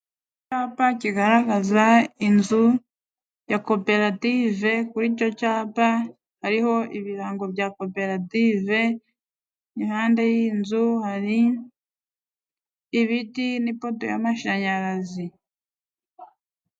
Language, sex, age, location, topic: Kinyarwanda, female, 25-35, Musanze, finance